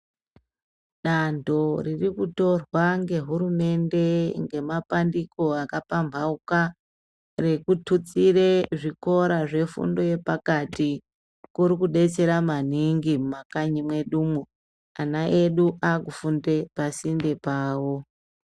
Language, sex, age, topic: Ndau, female, 36-49, education